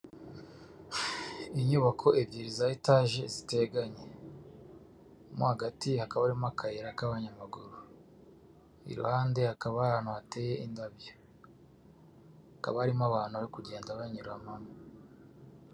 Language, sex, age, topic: Kinyarwanda, male, 36-49, government